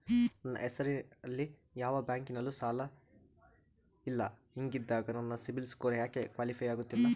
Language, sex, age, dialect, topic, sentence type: Kannada, female, 18-24, Central, banking, question